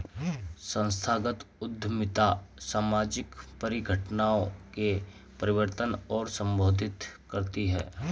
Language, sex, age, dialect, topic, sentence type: Hindi, male, 36-40, Marwari Dhudhari, banking, statement